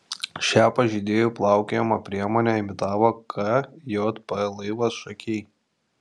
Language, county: Lithuanian, Šiauliai